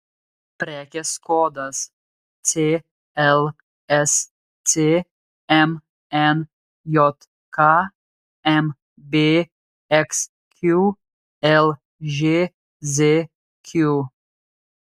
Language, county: Lithuanian, Telšiai